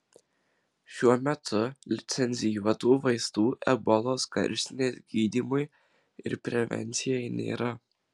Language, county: Lithuanian, Marijampolė